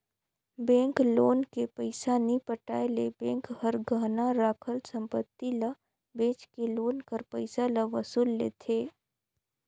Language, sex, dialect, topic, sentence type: Chhattisgarhi, female, Northern/Bhandar, banking, statement